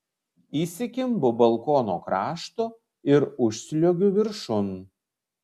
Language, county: Lithuanian, Vilnius